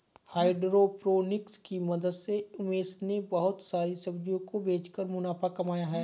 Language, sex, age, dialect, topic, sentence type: Hindi, male, 25-30, Marwari Dhudhari, banking, statement